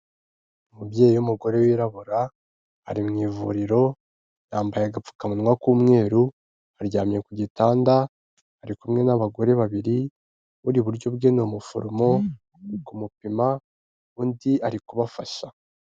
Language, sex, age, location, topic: Kinyarwanda, male, 25-35, Kigali, health